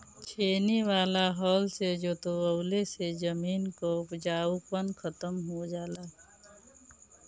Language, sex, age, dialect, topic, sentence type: Bhojpuri, female, 36-40, Northern, agriculture, statement